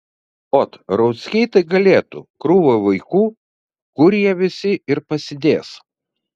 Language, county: Lithuanian, Vilnius